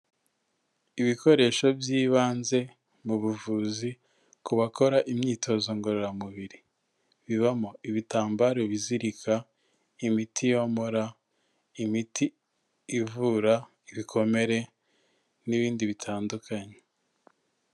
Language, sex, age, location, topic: Kinyarwanda, male, 25-35, Kigali, health